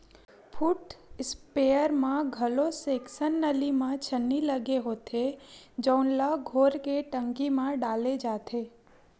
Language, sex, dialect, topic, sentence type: Chhattisgarhi, female, Western/Budati/Khatahi, agriculture, statement